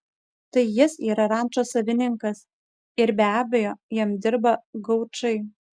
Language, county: Lithuanian, Kaunas